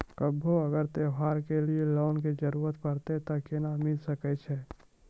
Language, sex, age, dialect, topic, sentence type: Maithili, male, 18-24, Angika, banking, question